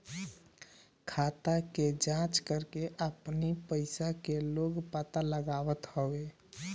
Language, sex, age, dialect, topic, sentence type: Bhojpuri, male, 18-24, Northern, banking, statement